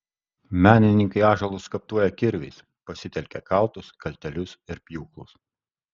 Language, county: Lithuanian, Kaunas